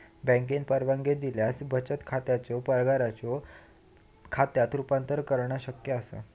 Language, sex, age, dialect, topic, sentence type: Marathi, male, 18-24, Southern Konkan, banking, statement